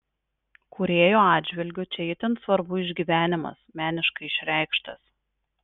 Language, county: Lithuanian, Marijampolė